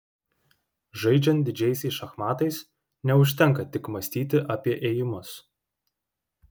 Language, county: Lithuanian, Vilnius